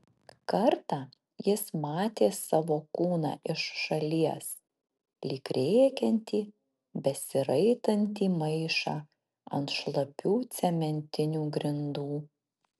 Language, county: Lithuanian, Marijampolė